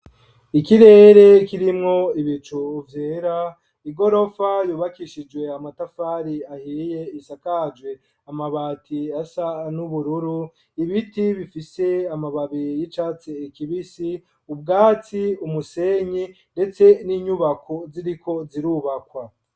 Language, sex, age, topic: Rundi, male, 25-35, education